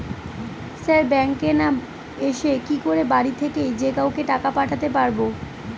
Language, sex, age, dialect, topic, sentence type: Bengali, female, 25-30, Northern/Varendri, banking, question